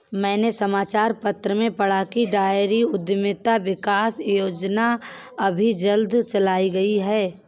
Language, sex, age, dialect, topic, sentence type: Hindi, male, 31-35, Kanauji Braj Bhasha, agriculture, statement